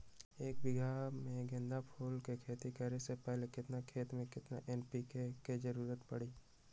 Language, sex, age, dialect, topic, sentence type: Magahi, male, 18-24, Western, agriculture, question